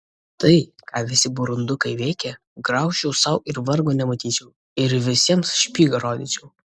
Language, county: Lithuanian, Vilnius